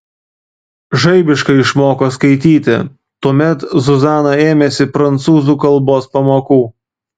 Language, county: Lithuanian, Vilnius